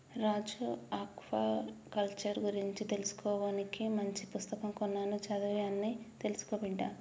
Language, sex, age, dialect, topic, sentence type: Telugu, male, 25-30, Telangana, agriculture, statement